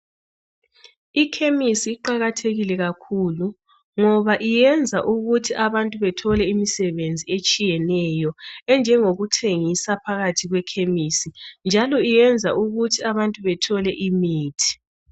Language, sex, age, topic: North Ndebele, male, 36-49, health